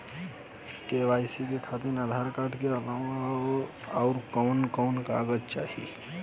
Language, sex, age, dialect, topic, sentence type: Bhojpuri, male, 18-24, Southern / Standard, banking, question